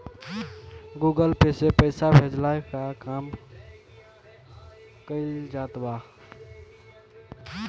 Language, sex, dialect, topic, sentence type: Bhojpuri, male, Northern, banking, statement